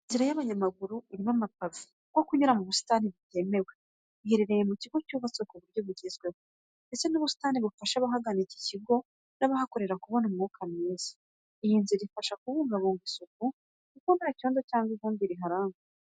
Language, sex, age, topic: Kinyarwanda, female, 25-35, education